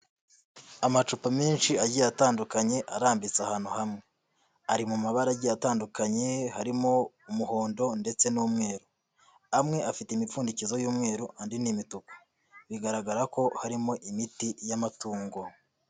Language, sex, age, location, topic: Kinyarwanda, male, 50+, Nyagatare, agriculture